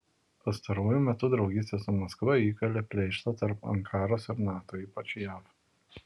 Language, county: Lithuanian, Alytus